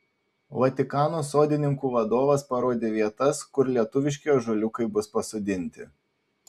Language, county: Lithuanian, Panevėžys